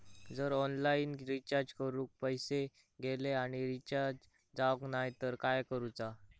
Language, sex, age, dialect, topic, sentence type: Marathi, male, 18-24, Southern Konkan, banking, question